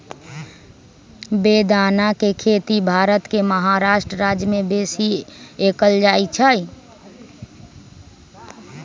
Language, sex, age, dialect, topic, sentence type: Magahi, male, 36-40, Western, agriculture, statement